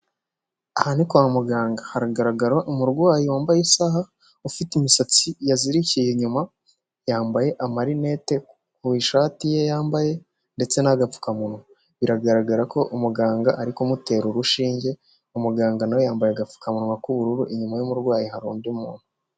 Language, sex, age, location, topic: Kinyarwanda, male, 18-24, Huye, health